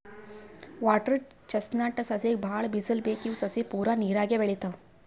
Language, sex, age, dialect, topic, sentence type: Kannada, female, 51-55, Northeastern, agriculture, statement